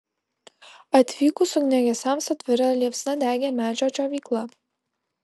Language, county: Lithuanian, Alytus